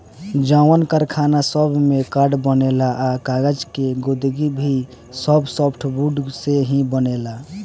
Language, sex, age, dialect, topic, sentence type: Bhojpuri, male, 18-24, Southern / Standard, agriculture, statement